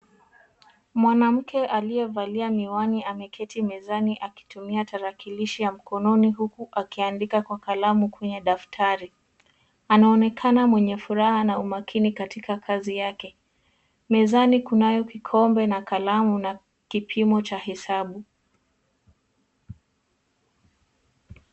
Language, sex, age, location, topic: Swahili, female, 18-24, Nairobi, education